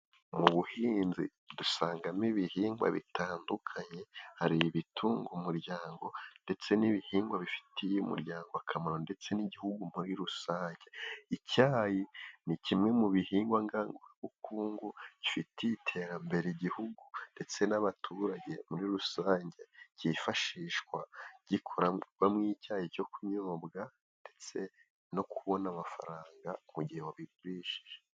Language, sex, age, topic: Kinyarwanda, male, 18-24, agriculture